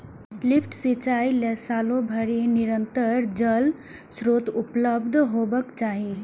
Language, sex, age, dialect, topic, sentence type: Maithili, female, 18-24, Eastern / Thethi, agriculture, statement